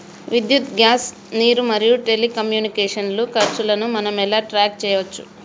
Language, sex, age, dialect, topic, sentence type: Telugu, female, 31-35, Telangana, banking, question